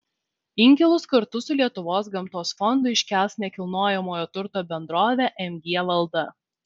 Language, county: Lithuanian, Vilnius